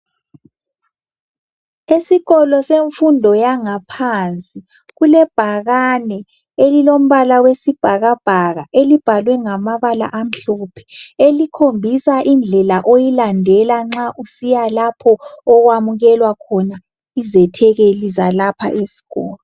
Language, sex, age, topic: North Ndebele, female, 50+, education